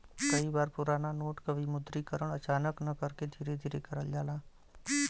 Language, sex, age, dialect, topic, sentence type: Bhojpuri, male, 31-35, Western, banking, statement